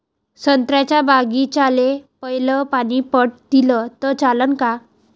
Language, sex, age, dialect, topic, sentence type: Marathi, female, 18-24, Varhadi, agriculture, question